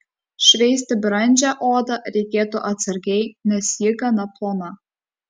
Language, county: Lithuanian, Kaunas